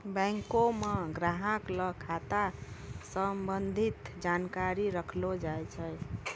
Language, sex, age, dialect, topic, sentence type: Maithili, female, 60-100, Angika, banking, statement